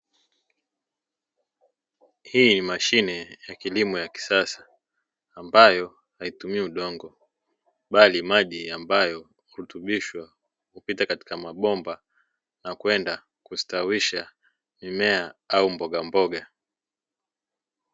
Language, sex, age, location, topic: Swahili, male, 25-35, Dar es Salaam, agriculture